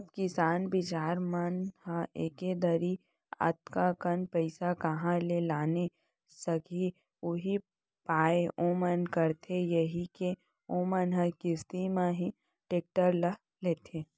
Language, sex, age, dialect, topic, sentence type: Chhattisgarhi, female, 18-24, Central, banking, statement